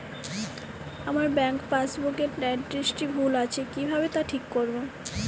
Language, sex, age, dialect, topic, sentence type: Bengali, female, 18-24, Jharkhandi, banking, question